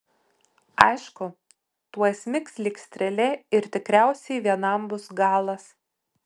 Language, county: Lithuanian, Utena